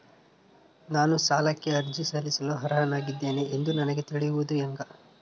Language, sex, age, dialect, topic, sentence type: Kannada, male, 18-24, Central, banking, statement